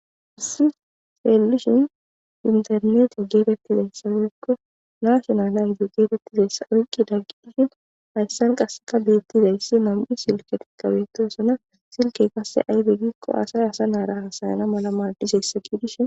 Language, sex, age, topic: Gamo, female, 18-24, government